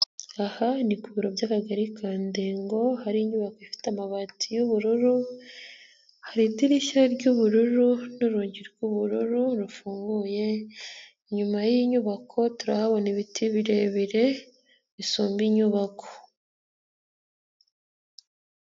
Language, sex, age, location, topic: Kinyarwanda, female, 18-24, Nyagatare, government